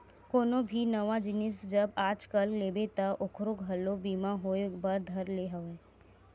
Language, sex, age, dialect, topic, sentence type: Chhattisgarhi, female, 18-24, Western/Budati/Khatahi, banking, statement